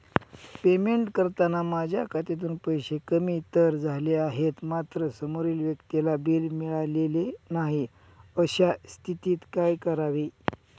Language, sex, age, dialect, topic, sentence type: Marathi, male, 51-55, Northern Konkan, banking, question